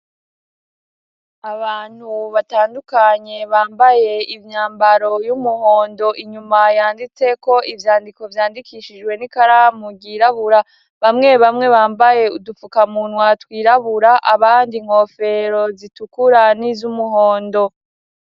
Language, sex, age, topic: Rundi, female, 18-24, education